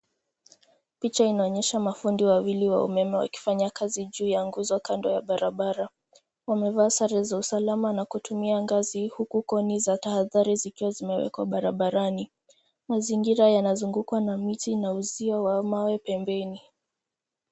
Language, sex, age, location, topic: Swahili, female, 18-24, Nairobi, government